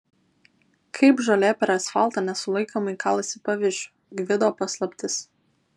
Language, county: Lithuanian, Vilnius